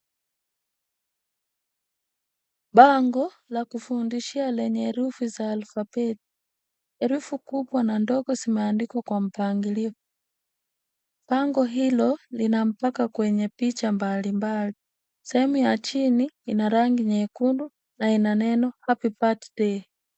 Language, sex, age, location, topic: Swahili, female, 50+, Kisumu, education